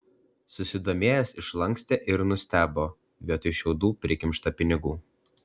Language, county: Lithuanian, Klaipėda